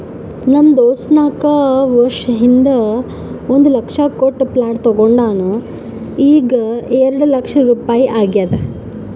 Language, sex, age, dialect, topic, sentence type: Kannada, male, 25-30, Northeastern, banking, statement